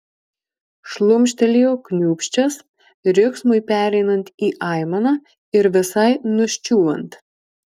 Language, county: Lithuanian, Marijampolė